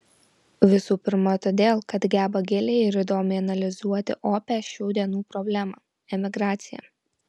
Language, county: Lithuanian, Vilnius